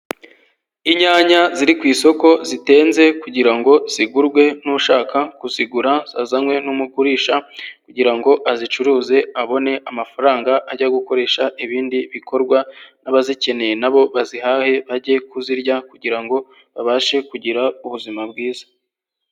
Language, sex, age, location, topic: Kinyarwanda, male, 18-24, Huye, agriculture